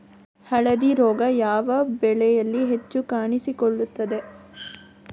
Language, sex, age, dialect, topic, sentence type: Kannada, female, 41-45, Coastal/Dakshin, agriculture, question